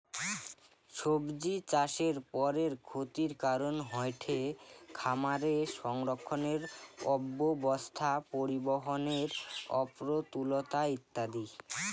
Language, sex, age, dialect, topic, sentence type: Bengali, male, <18, Rajbangshi, agriculture, statement